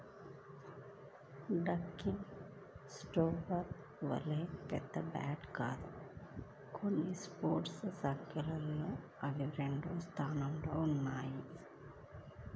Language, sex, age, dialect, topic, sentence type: Telugu, female, 25-30, Central/Coastal, agriculture, statement